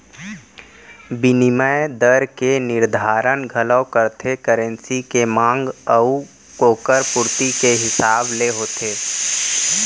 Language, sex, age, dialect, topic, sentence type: Chhattisgarhi, female, 18-24, Central, banking, statement